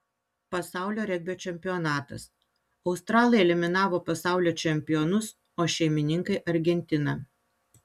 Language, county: Lithuanian, Utena